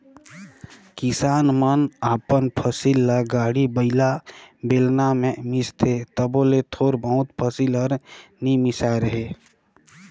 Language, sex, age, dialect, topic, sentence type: Chhattisgarhi, male, 31-35, Northern/Bhandar, agriculture, statement